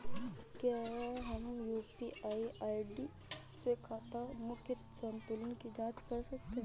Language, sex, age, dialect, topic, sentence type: Hindi, female, 25-30, Awadhi Bundeli, banking, question